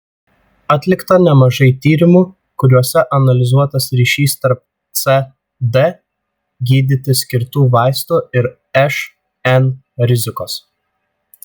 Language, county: Lithuanian, Vilnius